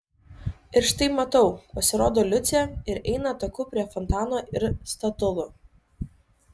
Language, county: Lithuanian, Kaunas